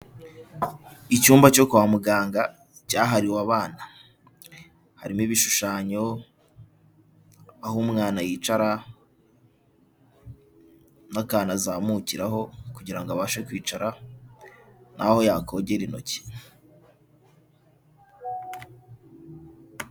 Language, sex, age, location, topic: Kinyarwanda, male, 18-24, Kigali, health